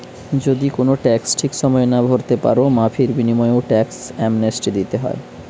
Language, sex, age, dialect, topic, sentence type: Bengali, male, 25-30, Western, banking, statement